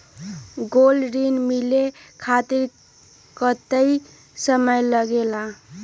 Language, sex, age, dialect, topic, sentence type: Magahi, female, 18-24, Western, banking, question